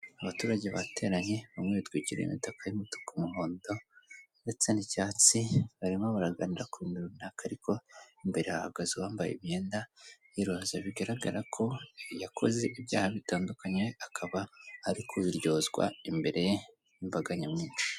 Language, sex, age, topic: Kinyarwanda, female, 18-24, government